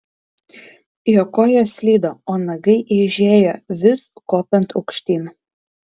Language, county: Lithuanian, Vilnius